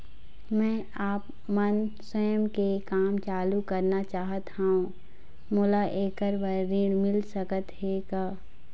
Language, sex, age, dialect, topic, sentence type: Chhattisgarhi, female, 25-30, Eastern, banking, question